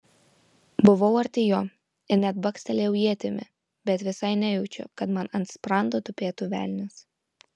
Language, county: Lithuanian, Vilnius